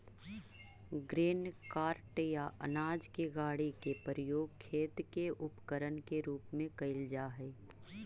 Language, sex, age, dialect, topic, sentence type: Magahi, female, 25-30, Central/Standard, banking, statement